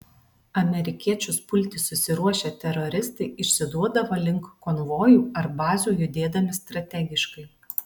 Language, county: Lithuanian, Alytus